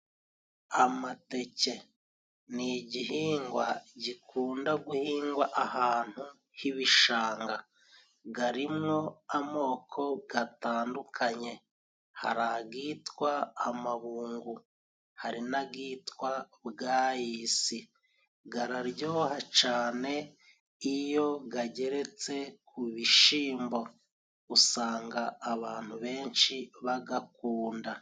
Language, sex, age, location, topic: Kinyarwanda, male, 36-49, Musanze, agriculture